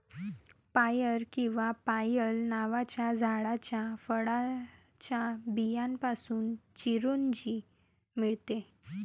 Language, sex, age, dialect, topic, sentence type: Marathi, female, 18-24, Varhadi, agriculture, statement